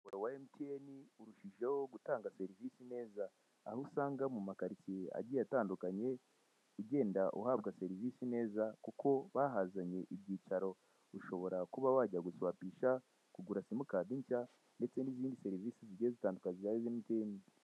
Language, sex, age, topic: Kinyarwanda, male, 18-24, finance